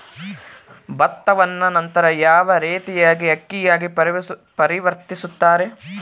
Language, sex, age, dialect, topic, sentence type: Kannada, male, 18-24, Central, agriculture, question